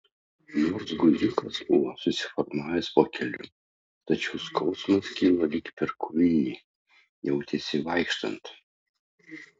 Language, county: Lithuanian, Utena